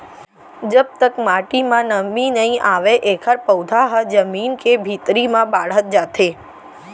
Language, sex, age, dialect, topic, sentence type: Chhattisgarhi, female, 18-24, Central, agriculture, statement